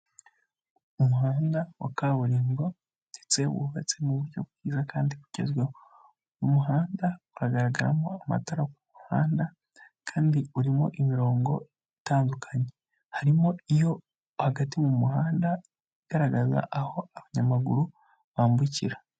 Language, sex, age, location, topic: Kinyarwanda, male, 25-35, Kigali, government